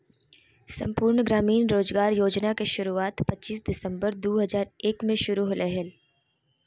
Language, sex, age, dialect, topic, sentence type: Magahi, female, 31-35, Southern, banking, statement